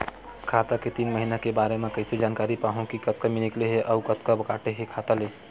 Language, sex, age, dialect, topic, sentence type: Chhattisgarhi, male, 31-35, Western/Budati/Khatahi, banking, question